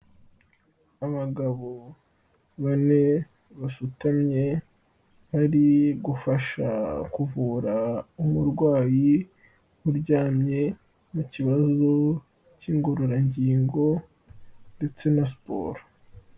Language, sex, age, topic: Kinyarwanda, male, 18-24, health